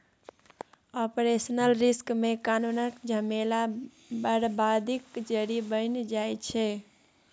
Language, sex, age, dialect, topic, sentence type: Maithili, male, 36-40, Bajjika, banking, statement